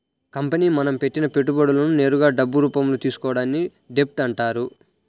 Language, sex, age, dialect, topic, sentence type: Telugu, male, 18-24, Central/Coastal, banking, statement